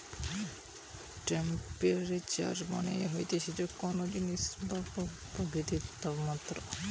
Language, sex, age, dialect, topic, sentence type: Bengali, male, 18-24, Western, agriculture, statement